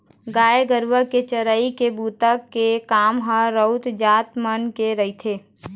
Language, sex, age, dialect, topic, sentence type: Chhattisgarhi, female, 18-24, Eastern, banking, statement